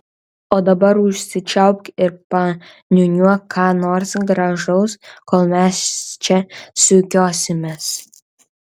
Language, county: Lithuanian, Vilnius